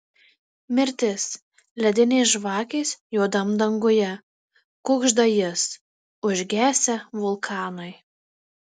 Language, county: Lithuanian, Marijampolė